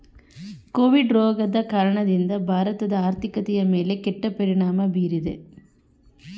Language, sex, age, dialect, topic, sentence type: Kannada, female, 31-35, Mysore Kannada, banking, statement